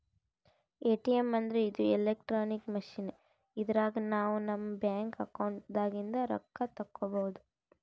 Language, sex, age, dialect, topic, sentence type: Kannada, female, 18-24, Northeastern, banking, statement